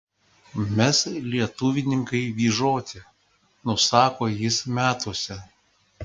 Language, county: Lithuanian, Klaipėda